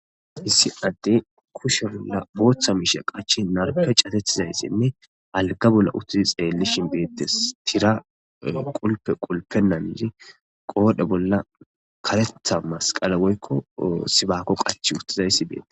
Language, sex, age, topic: Gamo, male, 25-35, government